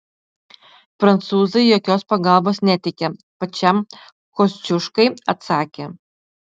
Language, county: Lithuanian, Utena